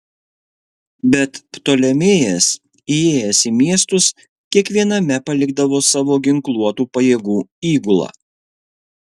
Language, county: Lithuanian, Kaunas